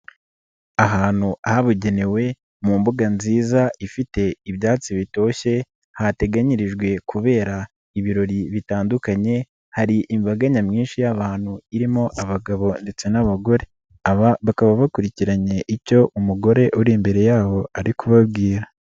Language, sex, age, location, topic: Kinyarwanda, male, 25-35, Nyagatare, government